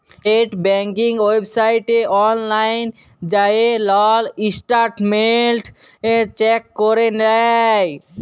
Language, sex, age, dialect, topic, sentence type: Bengali, male, 18-24, Jharkhandi, banking, statement